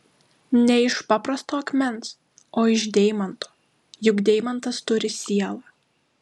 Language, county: Lithuanian, Klaipėda